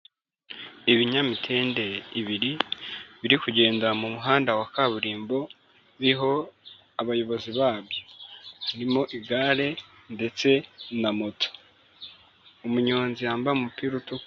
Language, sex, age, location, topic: Kinyarwanda, male, 18-24, Nyagatare, government